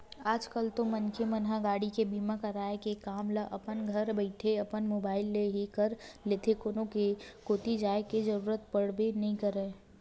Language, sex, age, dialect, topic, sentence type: Chhattisgarhi, female, 18-24, Western/Budati/Khatahi, banking, statement